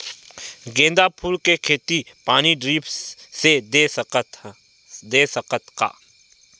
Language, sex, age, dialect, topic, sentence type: Chhattisgarhi, male, 18-24, Western/Budati/Khatahi, agriculture, question